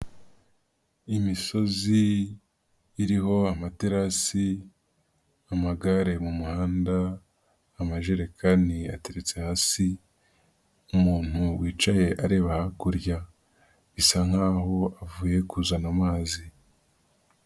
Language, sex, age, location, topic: Kinyarwanda, female, 50+, Nyagatare, agriculture